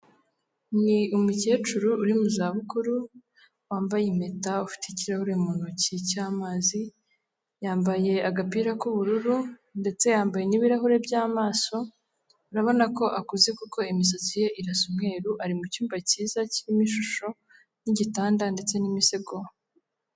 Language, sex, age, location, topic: Kinyarwanda, female, 18-24, Kigali, health